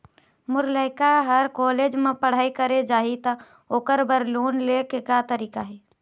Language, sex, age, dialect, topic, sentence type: Chhattisgarhi, female, 18-24, Eastern, banking, question